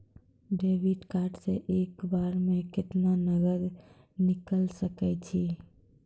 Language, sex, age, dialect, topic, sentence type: Maithili, female, 18-24, Angika, banking, question